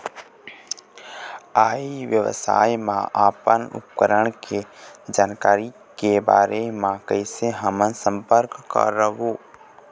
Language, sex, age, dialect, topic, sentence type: Chhattisgarhi, male, 18-24, Eastern, agriculture, question